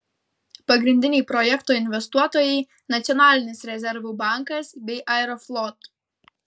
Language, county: Lithuanian, Kaunas